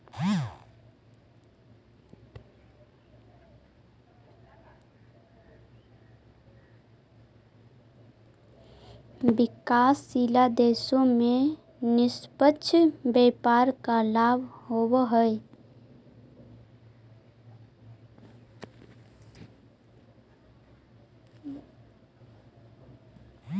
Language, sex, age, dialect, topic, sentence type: Magahi, female, 25-30, Central/Standard, banking, statement